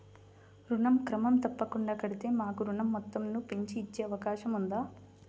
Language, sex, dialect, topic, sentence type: Telugu, female, Central/Coastal, banking, question